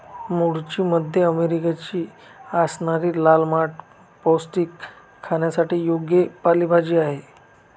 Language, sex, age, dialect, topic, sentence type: Marathi, male, 25-30, Northern Konkan, agriculture, statement